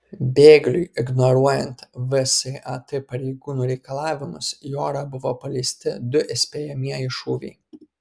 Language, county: Lithuanian, Kaunas